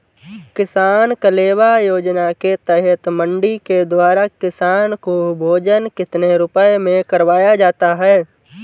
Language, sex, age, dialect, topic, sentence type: Hindi, male, 18-24, Marwari Dhudhari, agriculture, question